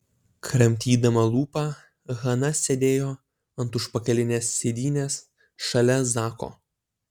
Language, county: Lithuanian, Utena